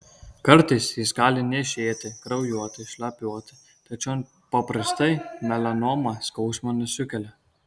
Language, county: Lithuanian, Kaunas